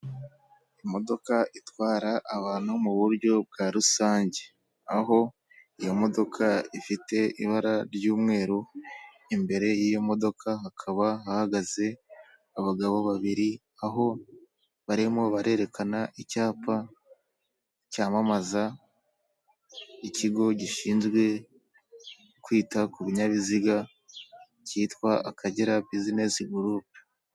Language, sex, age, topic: Kinyarwanda, male, 25-35, finance